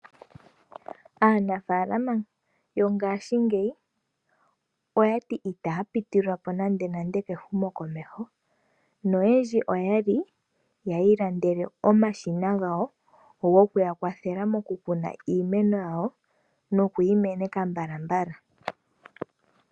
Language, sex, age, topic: Oshiwambo, female, 18-24, agriculture